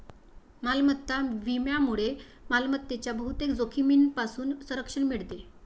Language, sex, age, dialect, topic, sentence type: Marathi, female, 56-60, Varhadi, banking, statement